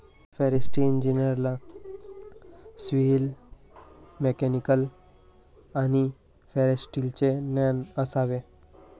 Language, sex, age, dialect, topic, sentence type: Marathi, male, 18-24, Varhadi, agriculture, statement